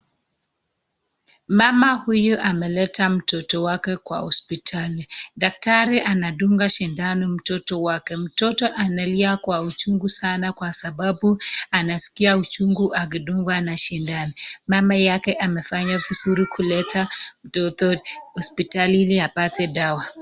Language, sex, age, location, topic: Swahili, male, 25-35, Nakuru, health